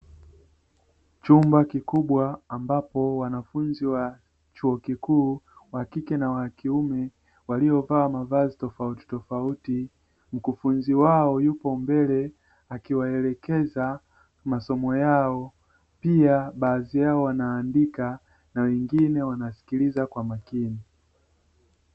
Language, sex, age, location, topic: Swahili, male, 25-35, Dar es Salaam, education